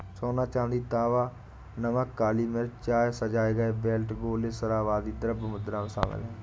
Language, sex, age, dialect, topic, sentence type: Hindi, male, 25-30, Awadhi Bundeli, banking, statement